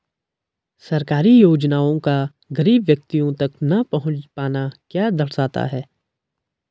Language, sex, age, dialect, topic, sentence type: Hindi, male, 41-45, Garhwali, banking, question